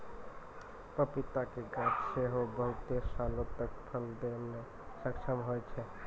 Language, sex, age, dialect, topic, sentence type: Maithili, male, 18-24, Angika, agriculture, statement